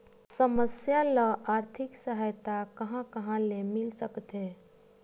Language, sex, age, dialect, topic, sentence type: Chhattisgarhi, female, 36-40, Western/Budati/Khatahi, banking, question